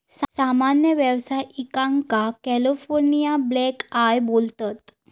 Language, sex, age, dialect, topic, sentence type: Marathi, female, 31-35, Southern Konkan, agriculture, statement